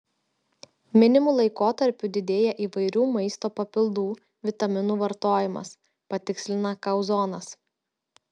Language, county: Lithuanian, Telšiai